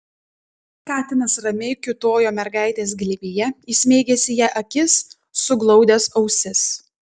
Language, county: Lithuanian, Klaipėda